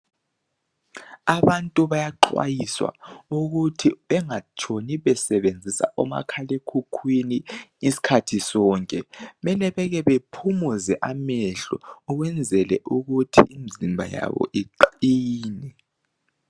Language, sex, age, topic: North Ndebele, male, 18-24, health